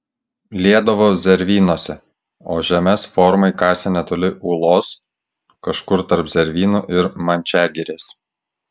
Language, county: Lithuanian, Klaipėda